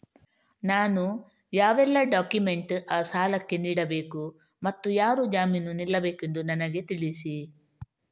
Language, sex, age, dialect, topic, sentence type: Kannada, female, 31-35, Coastal/Dakshin, banking, question